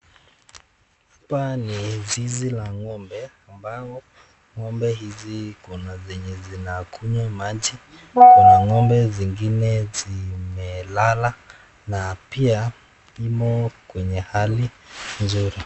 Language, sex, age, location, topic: Swahili, male, 36-49, Nakuru, agriculture